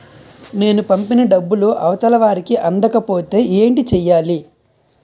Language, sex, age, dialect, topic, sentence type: Telugu, male, 25-30, Utterandhra, banking, question